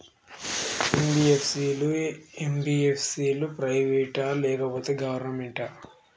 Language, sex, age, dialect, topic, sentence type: Telugu, male, 18-24, Telangana, banking, question